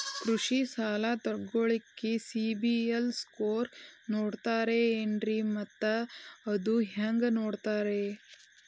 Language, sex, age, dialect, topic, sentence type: Kannada, female, 18-24, Dharwad Kannada, banking, question